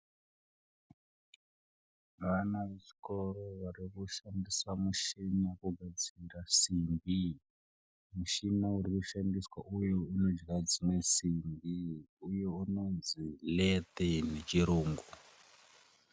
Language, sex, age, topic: Ndau, male, 18-24, education